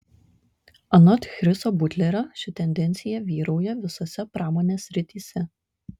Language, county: Lithuanian, Šiauliai